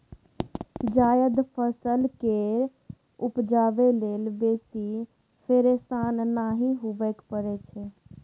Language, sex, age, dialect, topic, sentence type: Maithili, female, 18-24, Bajjika, agriculture, statement